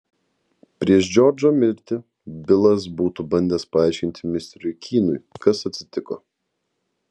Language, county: Lithuanian, Kaunas